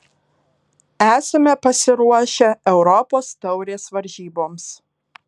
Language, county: Lithuanian, Alytus